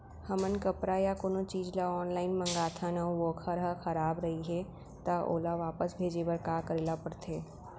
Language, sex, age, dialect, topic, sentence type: Chhattisgarhi, female, 18-24, Central, agriculture, question